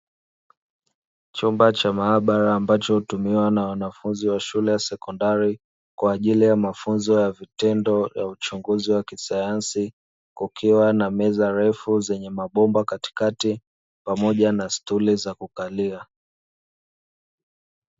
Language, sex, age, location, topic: Swahili, male, 25-35, Dar es Salaam, education